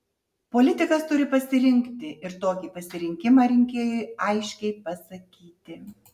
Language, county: Lithuanian, Utena